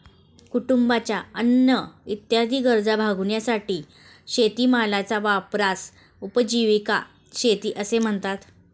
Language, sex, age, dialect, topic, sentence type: Marathi, female, 36-40, Standard Marathi, agriculture, statement